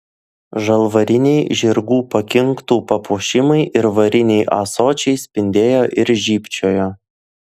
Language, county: Lithuanian, Utena